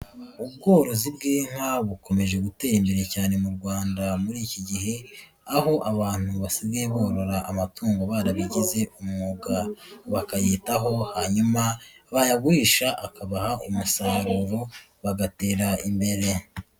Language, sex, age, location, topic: Kinyarwanda, female, 18-24, Nyagatare, agriculture